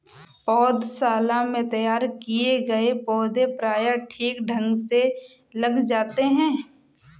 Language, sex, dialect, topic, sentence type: Hindi, female, Kanauji Braj Bhasha, agriculture, statement